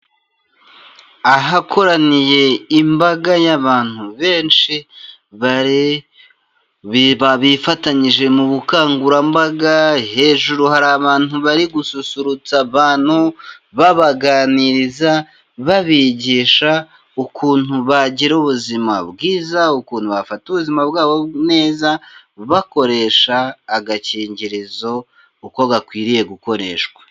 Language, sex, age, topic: Kinyarwanda, male, 25-35, health